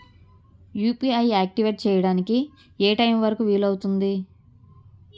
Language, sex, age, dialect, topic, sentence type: Telugu, female, 31-35, Utterandhra, banking, question